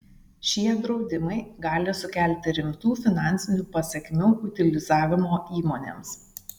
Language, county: Lithuanian, Šiauliai